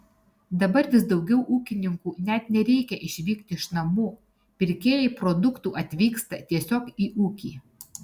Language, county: Lithuanian, Alytus